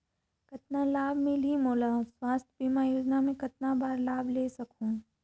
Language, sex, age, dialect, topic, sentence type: Chhattisgarhi, female, 25-30, Northern/Bhandar, banking, question